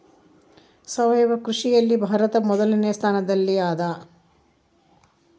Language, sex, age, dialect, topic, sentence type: Kannada, female, 18-24, Central, agriculture, statement